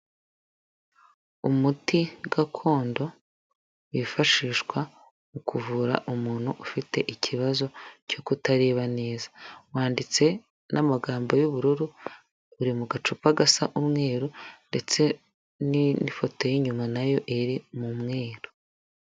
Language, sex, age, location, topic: Kinyarwanda, female, 25-35, Huye, health